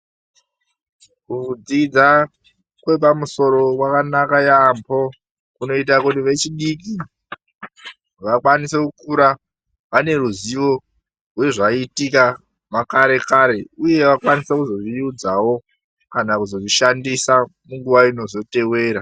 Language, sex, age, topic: Ndau, male, 18-24, education